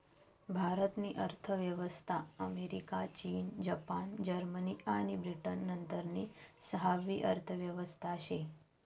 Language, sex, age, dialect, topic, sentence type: Marathi, female, 25-30, Northern Konkan, banking, statement